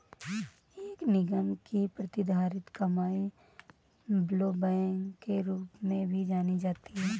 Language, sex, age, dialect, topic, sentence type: Hindi, female, 18-24, Awadhi Bundeli, banking, statement